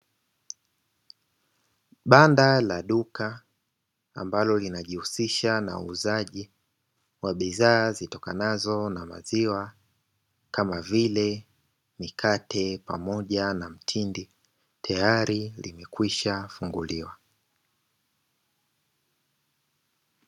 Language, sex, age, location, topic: Swahili, male, 25-35, Dar es Salaam, finance